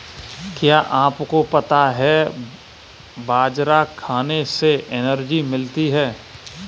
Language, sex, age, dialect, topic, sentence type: Hindi, male, 18-24, Kanauji Braj Bhasha, agriculture, statement